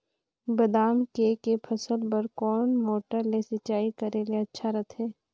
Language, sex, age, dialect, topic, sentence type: Chhattisgarhi, female, 60-100, Northern/Bhandar, agriculture, question